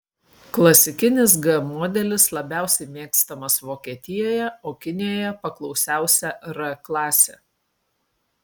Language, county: Lithuanian, Kaunas